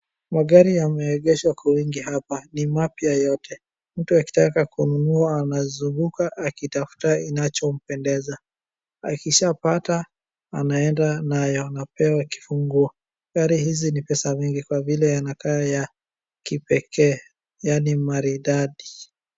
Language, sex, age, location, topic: Swahili, male, 36-49, Wajir, finance